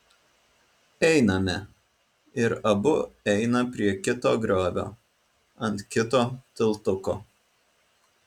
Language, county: Lithuanian, Alytus